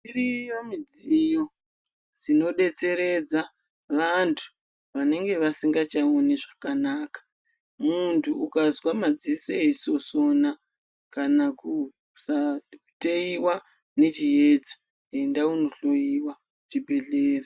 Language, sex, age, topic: Ndau, male, 36-49, health